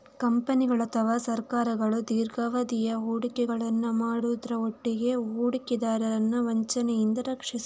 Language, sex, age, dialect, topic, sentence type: Kannada, female, 31-35, Coastal/Dakshin, banking, statement